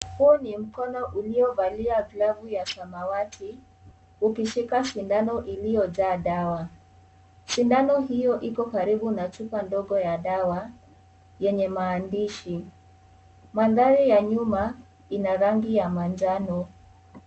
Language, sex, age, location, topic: Swahili, female, 18-24, Kisii, health